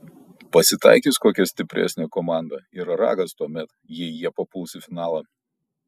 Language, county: Lithuanian, Kaunas